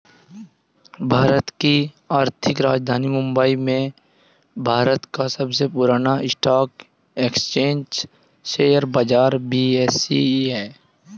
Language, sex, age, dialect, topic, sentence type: Hindi, male, 18-24, Hindustani Malvi Khadi Boli, banking, statement